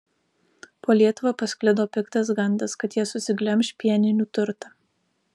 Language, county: Lithuanian, Alytus